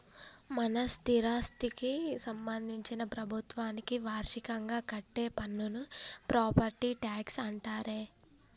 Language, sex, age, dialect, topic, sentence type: Telugu, female, 18-24, Telangana, banking, statement